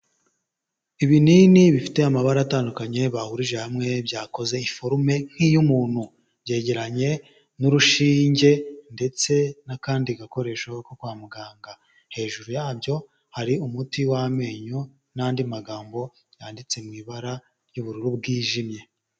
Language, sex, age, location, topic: Kinyarwanda, male, 25-35, Huye, health